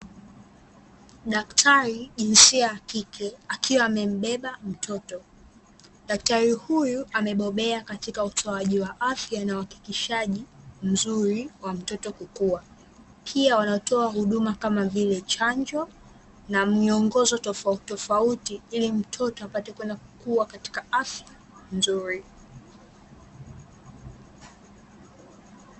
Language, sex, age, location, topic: Swahili, female, 18-24, Dar es Salaam, health